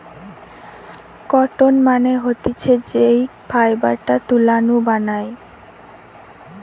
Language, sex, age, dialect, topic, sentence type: Bengali, female, 18-24, Western, agriculture, statement